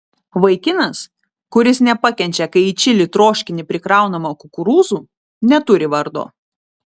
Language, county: Lithuanian, Utena